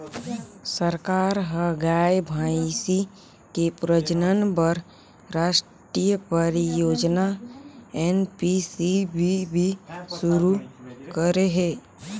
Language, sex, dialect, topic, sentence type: Chhattisgarhi, male, Northern/Bhandar, agriculture, statement